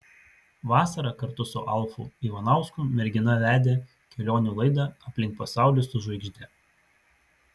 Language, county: Lithuanian, Vilnius